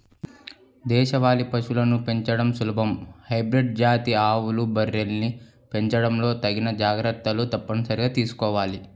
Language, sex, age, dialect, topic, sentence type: Telugu, male, 18-24, Central/Coastal, agriculture, statement